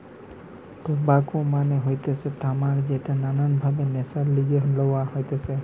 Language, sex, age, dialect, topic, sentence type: Bengali, male, 18-24, Western, agriculture, statement